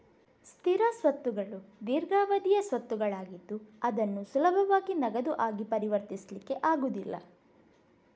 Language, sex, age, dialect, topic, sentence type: Kannada, female, 31-35, Coastal/Dakshin, banking, statement